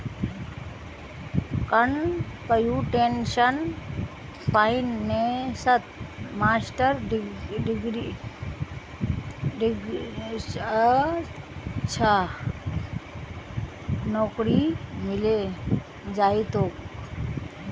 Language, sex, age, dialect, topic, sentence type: Magahi, female, 25-30, Northeastern/Surjapuri, banking, statement